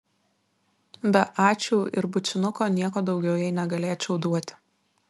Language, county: Lithuanian, Vilnius